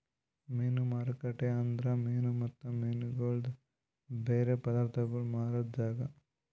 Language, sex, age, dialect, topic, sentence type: Kannada, male, 18-24, Northeastern, agriculture, statement